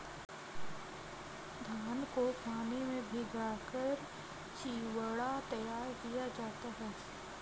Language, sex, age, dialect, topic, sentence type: Hindi, female, 36-40, Kanauji Braj Bhasha, agriculture, statement